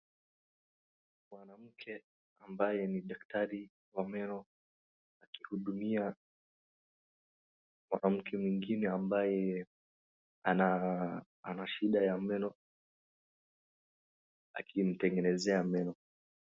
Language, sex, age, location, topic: Swahili, male, 18-24, Wajir, health